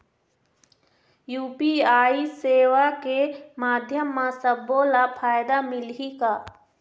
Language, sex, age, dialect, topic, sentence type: Chhattisgarhi, female, 25-30, Eastern, banking, question